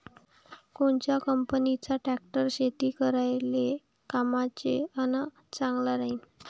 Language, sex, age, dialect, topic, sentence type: Marathi, female, 18-24, Varhadi, agriculture, question